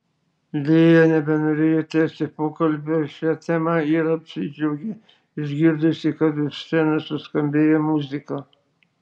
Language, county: Lithuanian, Šiauliai